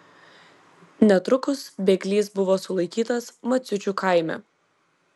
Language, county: Lithuanian, Vilnius